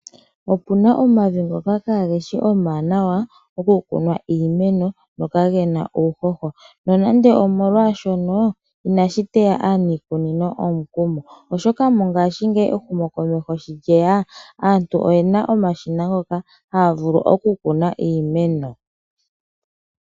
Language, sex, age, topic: Oshiwambo, female, 25-35, agriculture